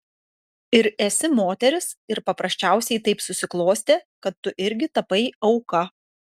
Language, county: Lithuanian, Panevėžys